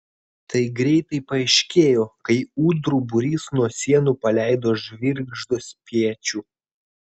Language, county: Lithuanian, Vilnius